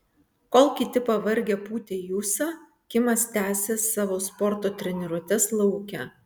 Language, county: Lithuanian, Vilnius